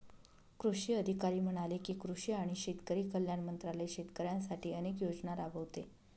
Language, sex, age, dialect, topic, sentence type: Marathi, female, 25-30, Northern Konkan, agriculture, statement